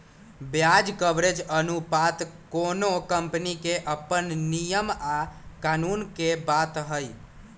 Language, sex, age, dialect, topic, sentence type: Magahi, male, 18-24, Western, banking, statement